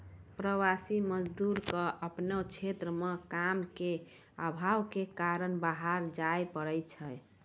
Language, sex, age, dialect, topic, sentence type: Maithili, female, 60-100, Angika, agriculture, statement